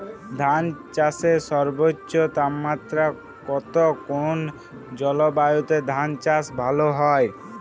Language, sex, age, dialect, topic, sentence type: Bengali, male, 25-30, Jharkhandi, agriculture, question